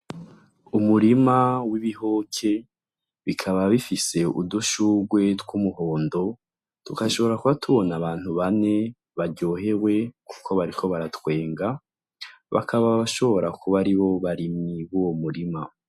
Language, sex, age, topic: Rundi, male, 25-35, agriculture